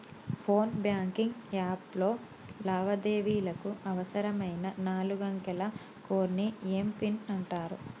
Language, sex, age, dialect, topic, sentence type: Telugu, female, 25-30, Telangana, banking, statement